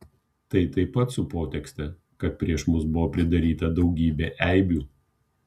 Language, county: Lithuanian, Kaunas